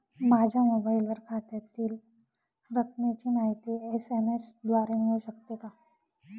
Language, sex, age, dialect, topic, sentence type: Marathi, female, 56-60, Northern Konkan, banking, question